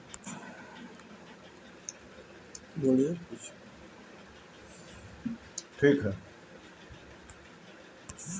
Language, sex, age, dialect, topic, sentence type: Bhojpuri, male, 51-55, Northern, agriculture, statement